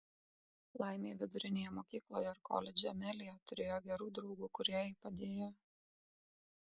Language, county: Lithuanian, Kaunas